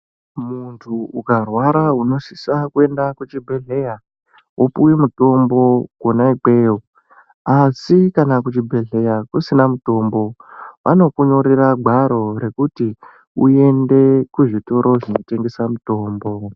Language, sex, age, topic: Ndau, male, 25-35, health